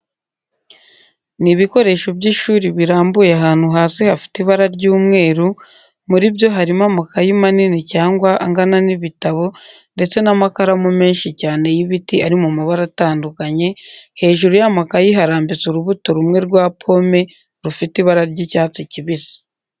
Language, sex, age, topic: Kinyarwanda, female, 25-35, education